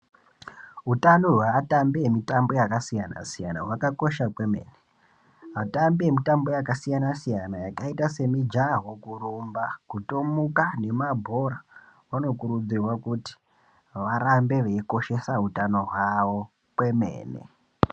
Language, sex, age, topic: Ndau, male, 18-24, health